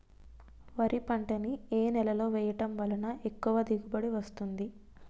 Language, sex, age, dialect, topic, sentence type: Telugu, female, 25-30, Utterandhra, agriculture, question